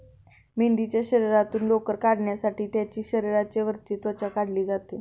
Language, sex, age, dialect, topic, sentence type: Marathi, female, 25-30, Standard Marathi, agriculture, statement